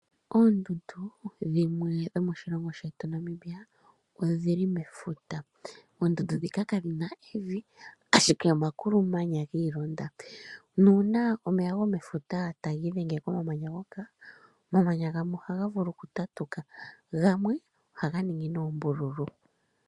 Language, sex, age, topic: Oshiwambo, female, 25-35, agriculture